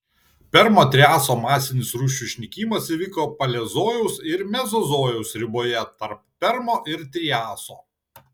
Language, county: Lithuanian, Panevėžys